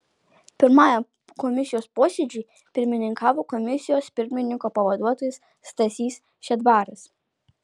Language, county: Lithuanian, Alytus